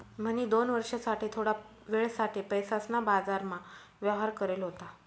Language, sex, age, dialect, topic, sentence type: Marathi, female, 31-35, Northern Konkan, banking, statement